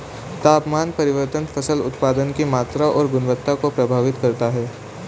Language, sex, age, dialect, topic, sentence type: Hindi, male, 18-24, Hindustani Malvi Khadi Boli, agriculture, statement